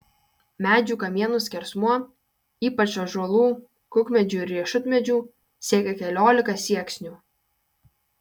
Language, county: Lithuanian, Kaunas